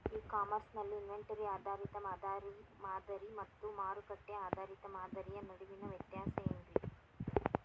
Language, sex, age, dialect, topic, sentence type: Kannada, female, 18-24, Dharwad Kannada, agriculture, question